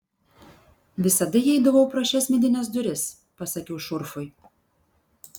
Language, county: Lithuanian, Vilnius